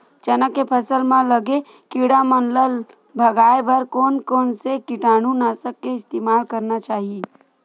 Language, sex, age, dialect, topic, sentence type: Chhattisgarhi, female, 51-55, Western/Budati/Khatahi, agriculture, question